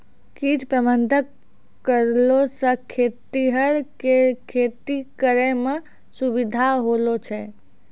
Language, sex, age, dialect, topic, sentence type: Maithili, female, 56-60, Angika, agriculture, statement